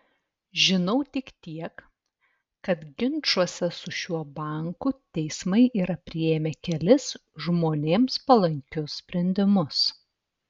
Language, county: Lithuanian, Telšiai